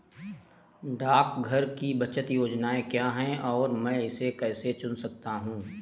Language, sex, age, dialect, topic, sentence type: Hindi, male, 18-24, Awadhi Bundeli, banking, question